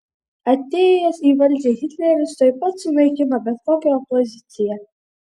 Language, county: Lithuanian, Vilnius